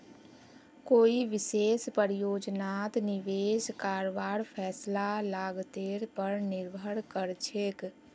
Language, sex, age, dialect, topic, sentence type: Magahi, female, 18-24, Northeastern/Surjapuri, banking, statement